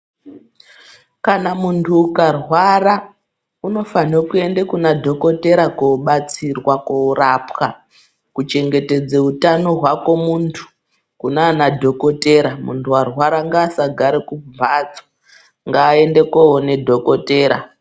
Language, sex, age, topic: Ndau, female, 36-49, health